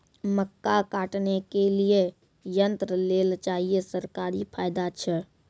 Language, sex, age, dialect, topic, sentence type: Maithili, female, 31-35, Angika, agriculture, question